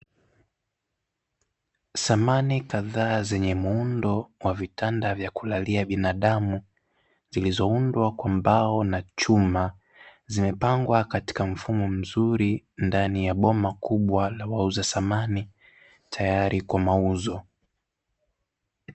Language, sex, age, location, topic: Swahili, male, 18-24, Dar es Salaam, finance